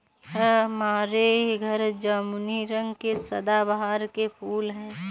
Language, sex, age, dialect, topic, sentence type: Hindi, female, 18-24, Awadhi Bundeli, agriculture, statement